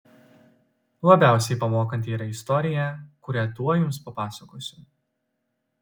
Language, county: Lithuanian, Utena